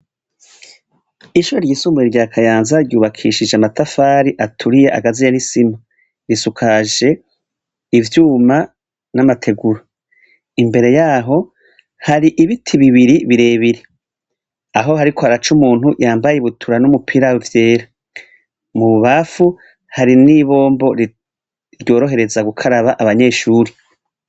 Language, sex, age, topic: Rundi, female, 25-35, education